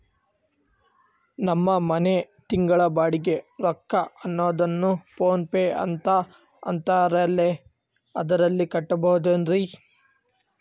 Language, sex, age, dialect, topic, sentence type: Kannada, male, 18-24, Central, banking, question